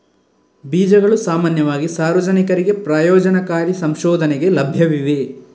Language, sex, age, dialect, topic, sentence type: Kannada, male, 41-45, Coastal/Dakshin, agriculture, statement